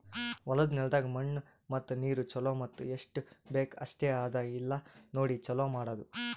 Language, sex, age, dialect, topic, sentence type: Kannada, male, 31-35, Northeastern, agriculture, statement